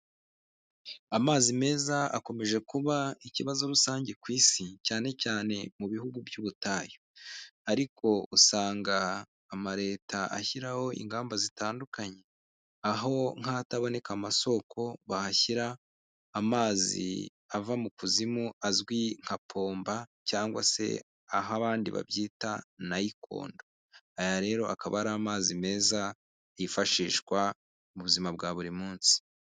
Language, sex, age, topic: Kinyarwanda, male, 25-35, health